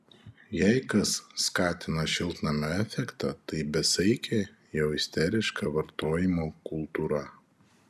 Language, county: Lithuanian, Šiauliai